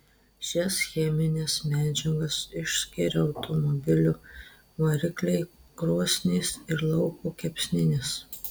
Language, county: Lithuanian, Telšiai